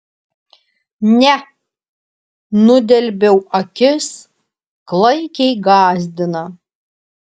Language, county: Lithuanian, Alytus